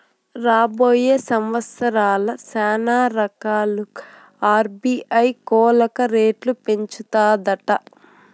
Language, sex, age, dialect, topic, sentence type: Telugu, female, 18-24, Southern, banking, statement